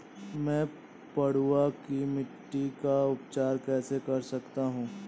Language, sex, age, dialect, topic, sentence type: Hindi, male, 18-24, Awadhi Bundeli, agriculture, question